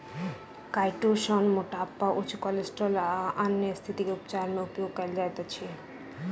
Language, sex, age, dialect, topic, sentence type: Maithili, female, 25-30, Southern/Standard, agriculture, statement